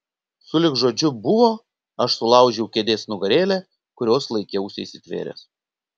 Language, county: Lithuanian, Panevėžys